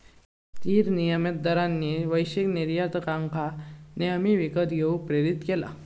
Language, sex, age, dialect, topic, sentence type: Marathi, male, 56-60, Southern Konkan, banking, statement